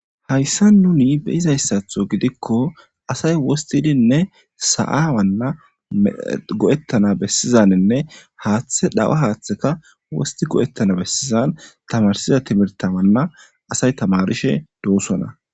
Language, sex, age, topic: Gamo, female, 18-24, government